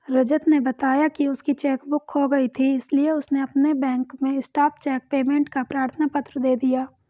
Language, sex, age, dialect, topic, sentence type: Hindi, female, 18-24, Hindustani Malvi Khadi Boli, banking, statement